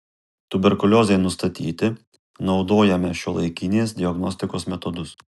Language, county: Lithuanian, Kaunas